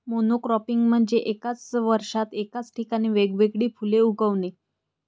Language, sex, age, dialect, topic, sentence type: Marathi, female, 25-30, Varhadi, agriculture, statement